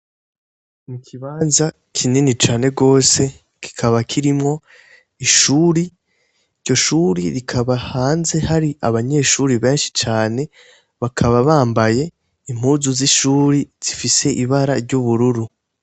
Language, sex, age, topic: Rundi, male, 18-24, education